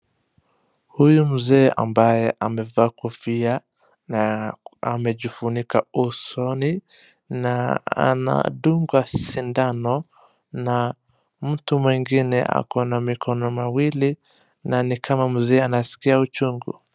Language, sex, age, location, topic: Swahili, male, 25-35, Wajir, health